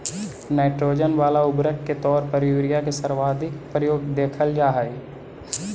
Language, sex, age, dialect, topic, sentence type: Magahi, female, 18-24, Central/Standard, banking, statement